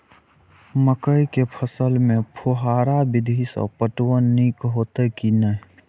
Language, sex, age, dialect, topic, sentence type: Maithili, male, 18-24, Eastern / Thethi, agriculture, question